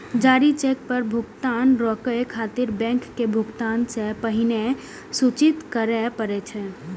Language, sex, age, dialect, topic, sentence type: Maithili, female, 25-30, Eastern / Thethi, banking, statement